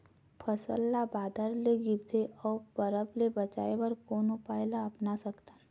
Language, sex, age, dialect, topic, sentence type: Chhattisgarhi, female, 36-40, Eastern, agriculture, question